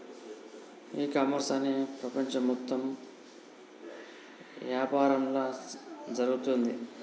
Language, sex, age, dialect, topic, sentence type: Telugu, male, 41-45, Telangana, banking, statement